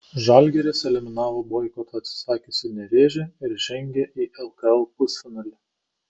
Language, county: Lithuanian, Kaunas